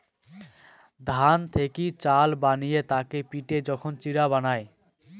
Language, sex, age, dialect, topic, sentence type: Bengali, male, 18-24, Rajbangshi, agriculture, statement